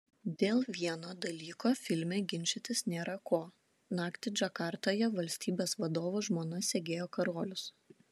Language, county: Lithuanian, Šiauliai